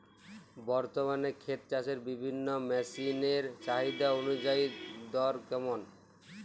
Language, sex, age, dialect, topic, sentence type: Bengali, male, 18-24, Jharkhandi, agriculture, question